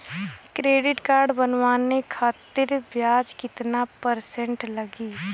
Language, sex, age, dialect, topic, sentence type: Bhojpuri, female, 18-24, Western, banking, question